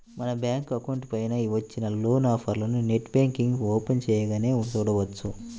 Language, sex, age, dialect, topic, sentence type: Telugu, male, 31-35, Central/Coastal, banking, statement